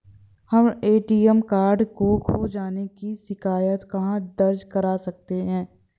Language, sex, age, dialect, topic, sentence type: Hindi, female, 18-24, Awadhi Bundeli, banking, question